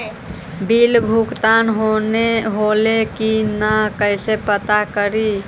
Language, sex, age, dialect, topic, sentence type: Magahi, female, 25-30, Central/Standard, banking, question